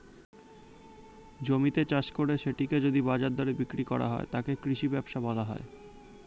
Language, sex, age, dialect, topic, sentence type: Bengali, male, 18-24, Standard Colloquial, agriculture, statement